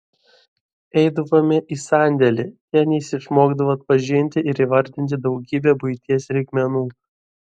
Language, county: Lithuanian, Vilnius